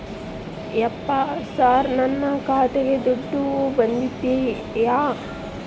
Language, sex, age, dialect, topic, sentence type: Kannada, female, 25-30, Central, banking, question